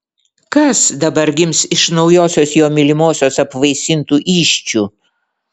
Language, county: Lithuanian, Vilnius